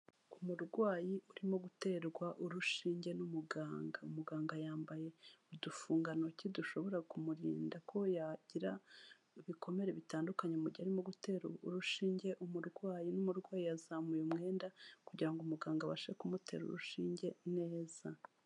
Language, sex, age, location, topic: Kinyarwanda, female, 36-49, Kigali, health